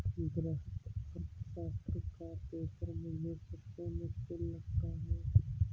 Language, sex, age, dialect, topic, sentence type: Hindi, male, 25-30, Awadhi Bundeli, banking, statement